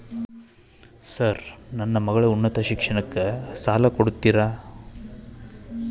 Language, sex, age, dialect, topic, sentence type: Kannada, male, 36-40, Dharwad Kannada, banking, question